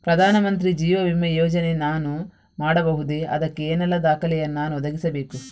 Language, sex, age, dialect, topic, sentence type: Kannada, female, 18-24, Coastal/Dakshin, banking, question